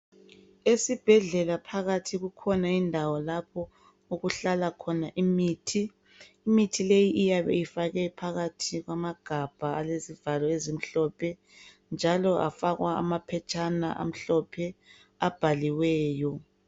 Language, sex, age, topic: North Ndebele, female, 25-35, health